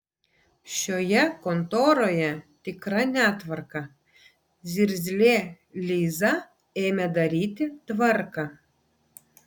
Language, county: Lithuanian, Vilnius